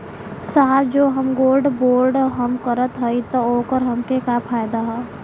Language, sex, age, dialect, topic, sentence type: Bhojpuri, female, 18-24, Western, banking, question